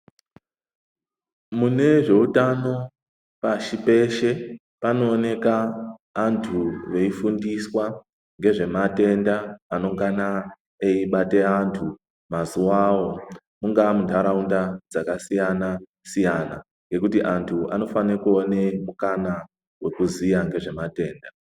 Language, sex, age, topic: Ndau, male, 50+, health